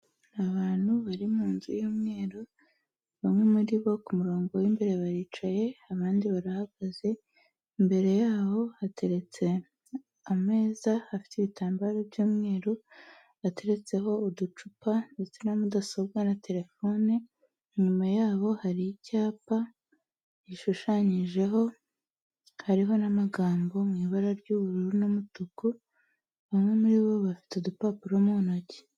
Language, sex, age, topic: Kinyarwanda, female, 18-24, government